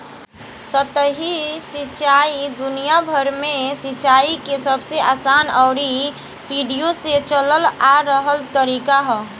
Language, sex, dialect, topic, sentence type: Bhojpuri, female, Southern / Standard, agriculture, statement